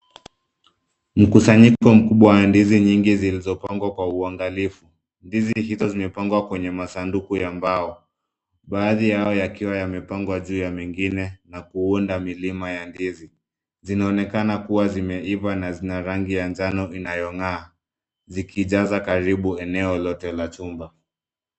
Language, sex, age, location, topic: Swahili, male, 25-35, Nairobi, finance